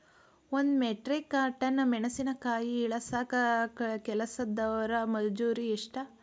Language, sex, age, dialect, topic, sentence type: Kannada, female, 41-45, Dharwad Kannada, agriculture, question